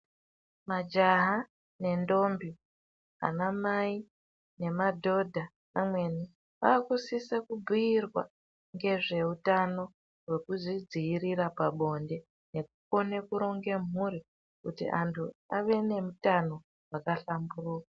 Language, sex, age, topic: Ndau, female, 18-24, health